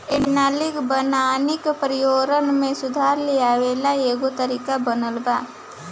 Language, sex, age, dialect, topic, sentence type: Bhojpuri, female, 51-55, Southern / Standard, agriculture, statement